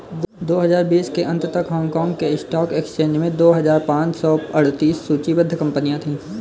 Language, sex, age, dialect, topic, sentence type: Hindi, male, 18-24, Kanauji Braj Bhasha, banking, statement